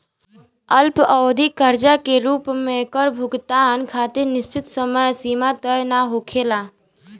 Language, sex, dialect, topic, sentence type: Bhojpuri, female, Southern / Standard, banking, statement